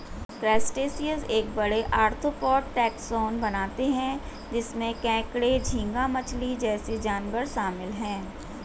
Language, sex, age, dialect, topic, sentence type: Hindi, female, 41-45, Hindustani Malvi Khadi Boli, agriculture, statement